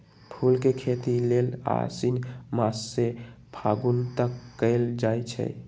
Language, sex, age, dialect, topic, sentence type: Magahi, male, 18-24, Western, agriculture, statement